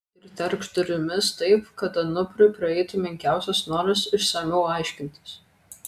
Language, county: Lithuanian, Kaunas